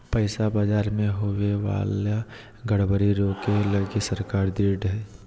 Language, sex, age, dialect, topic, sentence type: Magahi, male, 18-24, Southern, banking, statement